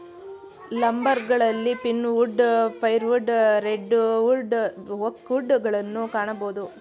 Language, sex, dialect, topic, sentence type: Kannada, female, Mysore Kannada, agriculture, statement